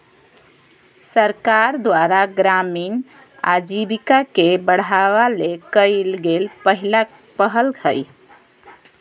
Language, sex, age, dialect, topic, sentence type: Magahi, female, 31-35, Southern, banking, statement